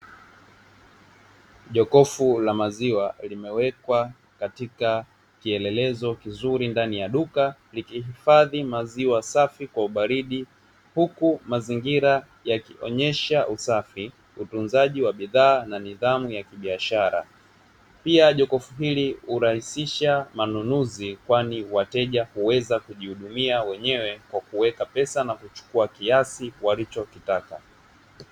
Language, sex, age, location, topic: Swahili, male, 18-24, Dar es Salaam, finance